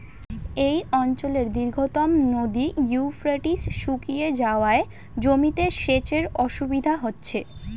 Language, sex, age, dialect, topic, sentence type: Bengali, female, <18, Rajbangshi, agriculture, question